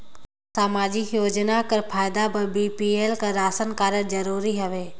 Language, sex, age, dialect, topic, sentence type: Chhattisgarhi, female, 18-24, Northern/Bhandar, banking, question